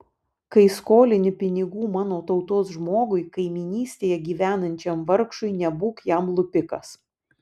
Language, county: Lithuanian, Vilnius